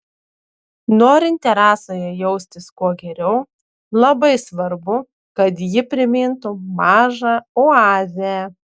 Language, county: Lithuanian, Telšiai